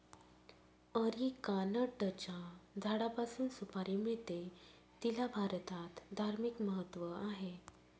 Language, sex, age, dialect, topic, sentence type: Marathi, female, 31-35, Northern Konkan, agriculture, statement